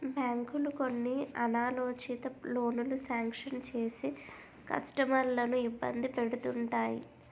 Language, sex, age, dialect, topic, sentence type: Telugu, female, 25-30, Utterandhra, banking, statement